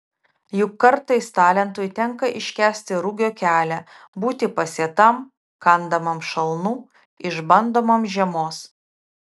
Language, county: Lithuanian, Vilnius